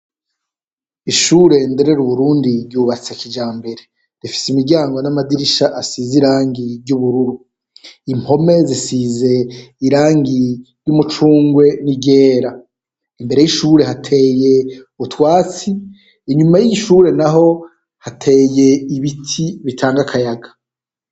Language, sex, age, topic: Rundi, male, 36-49, education